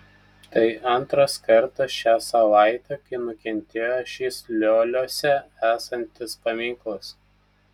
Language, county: Lithuanian, Telšiai